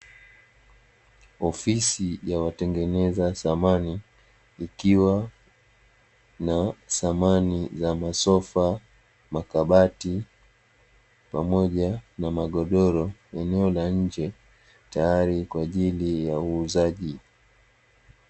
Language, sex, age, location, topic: Swahili, male, 18-24, Dar es Salaam, finance